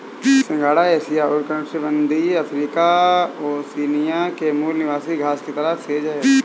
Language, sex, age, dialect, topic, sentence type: Hindi, male, 18-24, Awadhi Bundeli, agriculture, statement